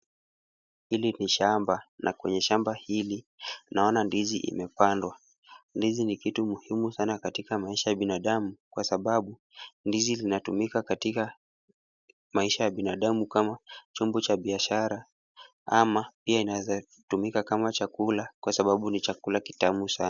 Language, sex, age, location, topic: Swahili, male, 18-24, Kisumu, agriculture